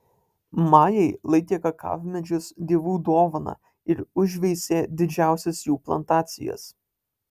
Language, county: Lithuanian, Alytus